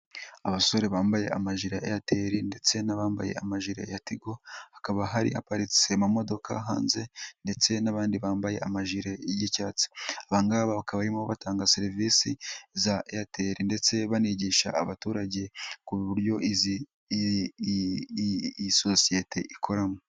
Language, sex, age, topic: Kinyarwanda, male, 18-24, finance